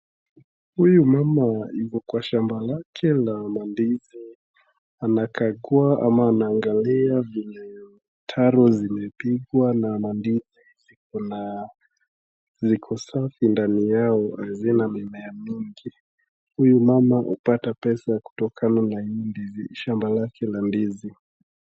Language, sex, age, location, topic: Swahili, male, 25-35, Wajir, agriculture